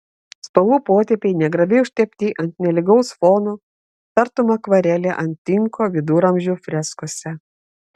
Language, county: Lithuanian, Klaipėda